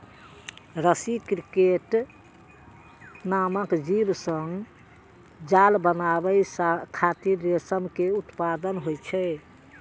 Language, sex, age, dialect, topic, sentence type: Maithili, female, 36-40, Eastern / Thethi, agriculture, statement